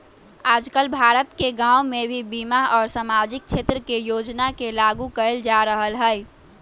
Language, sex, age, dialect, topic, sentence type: Magahi, female, 18-24, Western, banking, statement